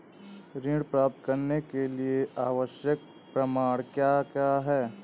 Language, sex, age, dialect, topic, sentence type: Hindi, male, 18-24, Awadhi Bundeli, banking, question